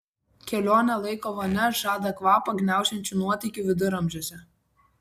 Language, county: Lithuanian, Kaunas